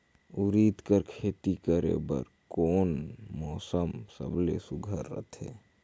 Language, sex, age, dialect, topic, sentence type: Chhattisgarhi, male, 18-24, Northern/Bhandar, agriculture, question